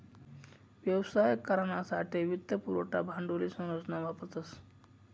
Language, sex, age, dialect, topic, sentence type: Marathi, male, 56-60, Northern Konkan, banking, statement